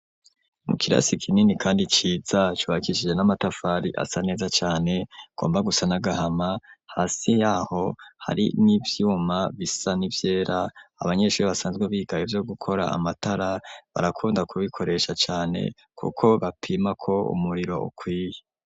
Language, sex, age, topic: Rundi, male, 25-35, education